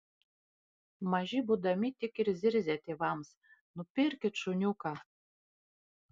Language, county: Lithuanian, Panevėžys